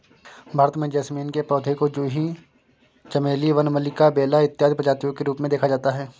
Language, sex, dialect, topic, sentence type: Hindi, male, Kanauji Braj Bhasha, agriculture, statement